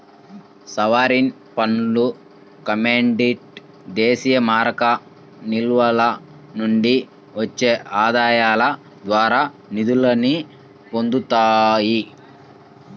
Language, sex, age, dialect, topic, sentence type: Telugu, male, 18-24, Central/Coastal, banking, statement